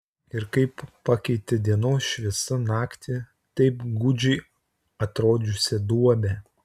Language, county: Lithuanian, Utena